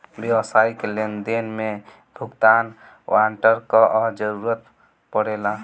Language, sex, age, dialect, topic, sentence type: Bhojpuri, male, <18, Northern, banking, statement